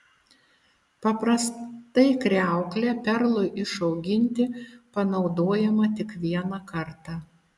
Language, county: Lithuanian, Utena